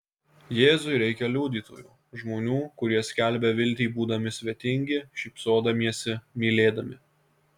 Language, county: Lithuanian, Marijampolė